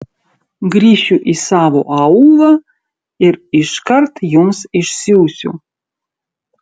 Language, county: Lithuanian, Utena